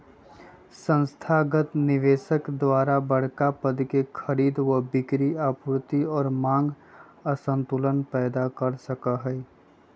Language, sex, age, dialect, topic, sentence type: Magahi, male, 25-30, Western, banking, statement